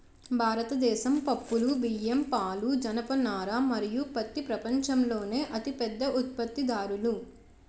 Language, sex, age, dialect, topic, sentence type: Telugu, female, 18-24, Utterandhra, agriculture, statement